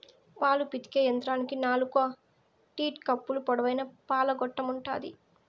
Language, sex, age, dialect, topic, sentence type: Telugu, female, 18-24, Southern, agriculture, statement